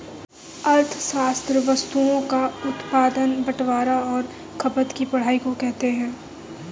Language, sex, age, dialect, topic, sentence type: Hindi, female, 18-24, Kanauji Braj Bhasha, banking, statement